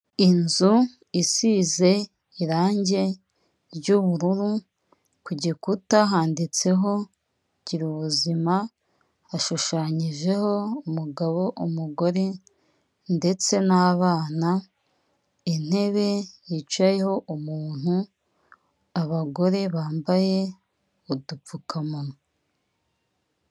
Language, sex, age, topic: Kinyarwanda, female, 36-49, finance